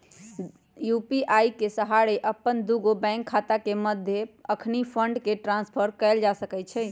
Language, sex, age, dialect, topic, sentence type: Magahi, female, 25-30, Western, banking, statement